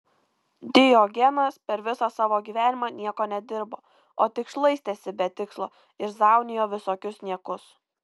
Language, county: Lithuanian, Kaunas